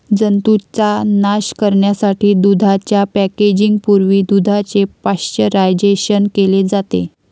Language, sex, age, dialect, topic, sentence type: Marathi, female, 51-55, Varhadi, agriculture, statement